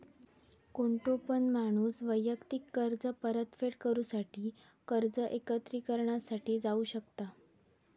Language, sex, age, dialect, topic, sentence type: Marathi, female, 18-24, Southern Konkan, banking, statement